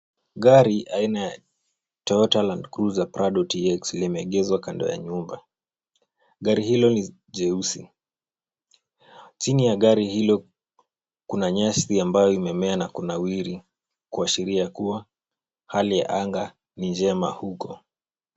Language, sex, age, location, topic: Swahili, male, 18-24, Kisumu, finance